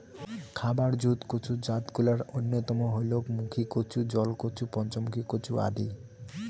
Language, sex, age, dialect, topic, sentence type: Bengali, male, 18-24, Rajbangshi, agriculture, statement